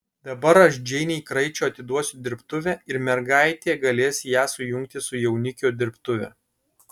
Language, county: Lithuanian, Kaunas